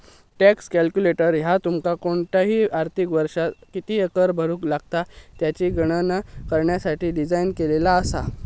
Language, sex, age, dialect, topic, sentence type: Marathi, male, 18-24, Southern Konkan, banking, statement